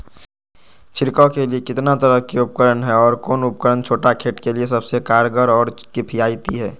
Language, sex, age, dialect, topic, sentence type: Magahi, male, 25-30, Southern, agriculture, question